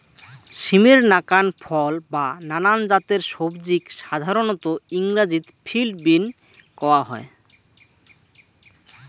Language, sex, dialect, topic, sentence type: Bengali, male, Rajbangshi, agriculture, statement